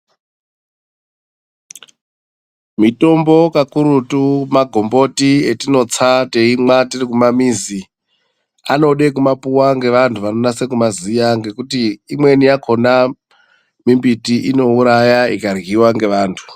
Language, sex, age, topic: Ndau, female, 18-24, health